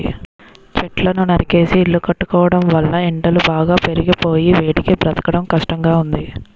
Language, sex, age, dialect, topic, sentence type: Telugu, female, 25-30, Utterandhra, agriculture, statement